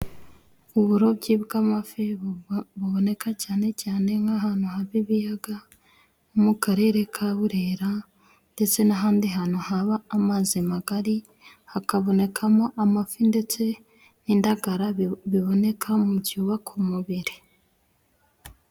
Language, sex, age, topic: Kinyarwanda, female, 18-24, agriculture